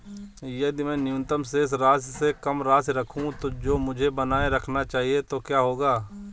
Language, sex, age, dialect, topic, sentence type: Hindi, male, 25-30, Marwari Dhudhari, banking, question